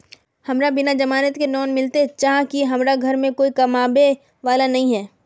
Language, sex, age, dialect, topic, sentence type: Magahi, female, 56-60, Northeastern/Surjapuri, banking, question